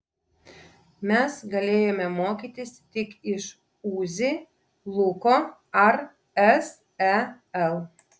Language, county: Lithuanian, Vilnius